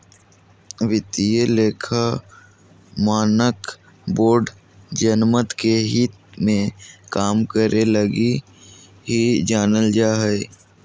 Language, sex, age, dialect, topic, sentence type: Magahi, male, 31-35, Southern, banking, statement